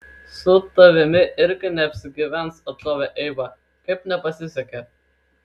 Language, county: Lithuanian, Kaunas